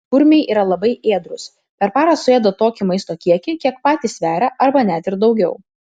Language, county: Lithuanian, Vilnius